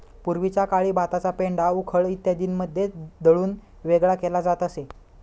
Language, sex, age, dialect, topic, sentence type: Marathi, male, 25-30, Standard Marathi, agriculture, statement